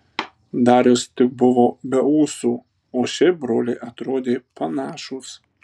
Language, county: Lithuanian, Tauragė